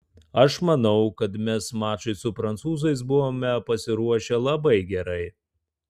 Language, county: Lithuanian, Tauragė